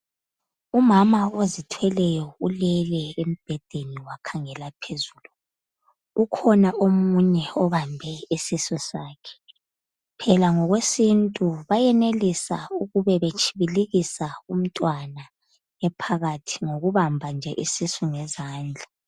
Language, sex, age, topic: North Ndebele, female, 25-35, health